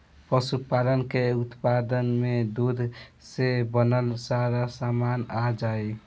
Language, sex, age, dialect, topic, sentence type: Bhojpuri, male, <18, Northern, agriculture, statement